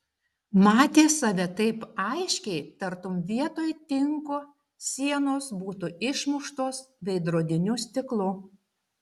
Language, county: Lithuanian, Šiauliai